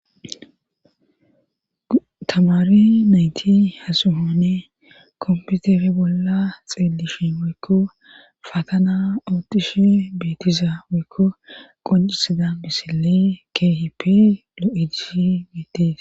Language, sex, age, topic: Gamo, female, 36-49, government